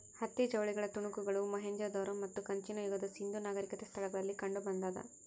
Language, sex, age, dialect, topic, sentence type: Kannada, female, 18-24, Central, agriculture, statement